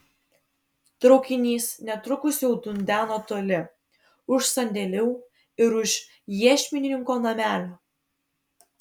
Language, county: Lithuanian, Vilnius